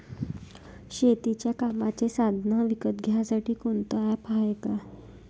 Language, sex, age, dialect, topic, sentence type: Marathi, female, 56-60, Varhadi, agriculture, question